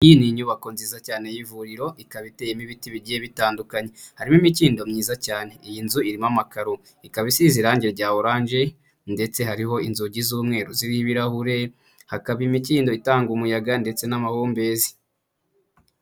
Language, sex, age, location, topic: Kinyarwanda, male, 25-35, Huye, health